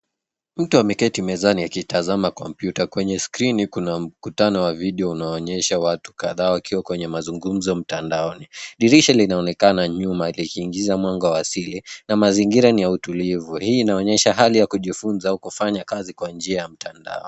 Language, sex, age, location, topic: Swahili, male, 18-24, Nairobi, education